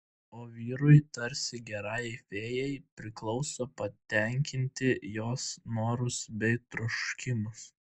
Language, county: Lithuanian, Klaipėda